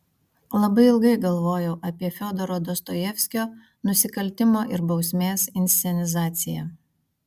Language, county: Lithuanian, Vilnius